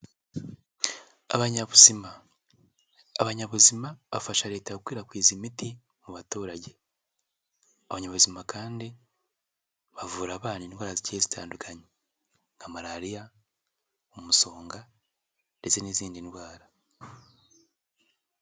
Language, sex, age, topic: Kinyarwanda, male, 18-24, health